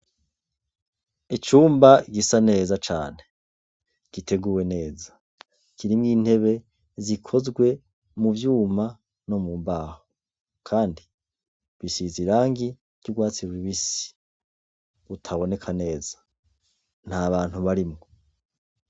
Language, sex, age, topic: Rundi, male, 36-49, education